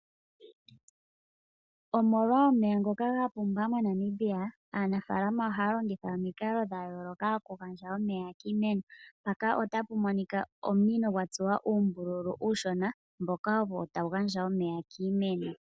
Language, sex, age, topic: Oshiwambo, female, 25-35, agriculture